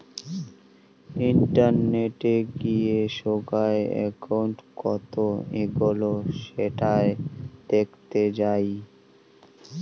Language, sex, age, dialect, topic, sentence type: Bengali, male, 18-24, Rajbangshi, banking, statement